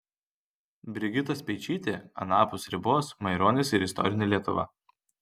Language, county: Lithuanian, Kaunas